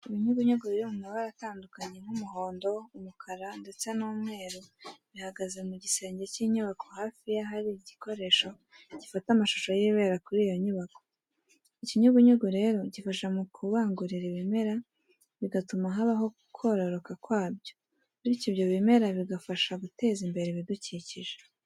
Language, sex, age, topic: Kinyarwanda, female, 18-24, education